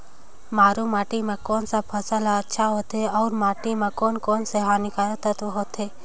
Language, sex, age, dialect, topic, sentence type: Chhattisgarhi, female, 18-24, Northern/Bhandar, agriculture, question